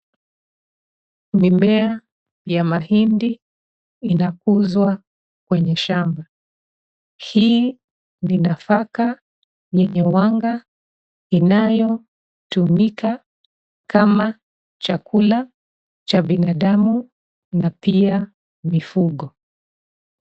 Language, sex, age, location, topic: Swahili, female, 36-49, Nairobi, health